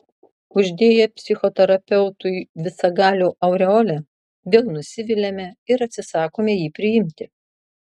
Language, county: Lithuanian, Marijampolė